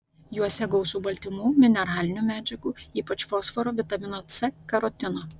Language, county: Lithuanian, Vilnius